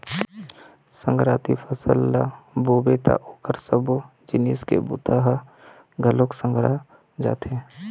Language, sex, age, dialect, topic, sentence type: Chhattisgarhi, male, 25-30, Eastern, agriculture, statement